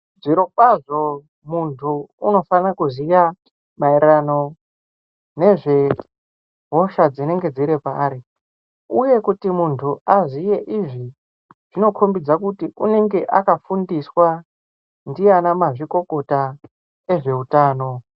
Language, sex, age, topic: Ndau, male, 18-24, health